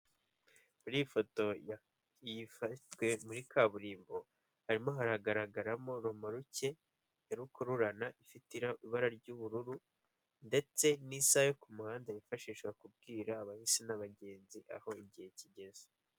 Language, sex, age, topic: Kinyarwanda, male, 18-24, government